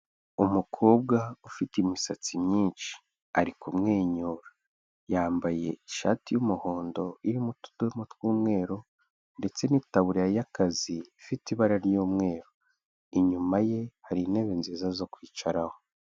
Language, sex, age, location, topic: Kinyarwanda, male, 18-24, Kigali, finance